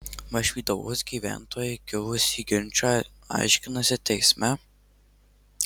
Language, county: Lithuanian, Marijampolė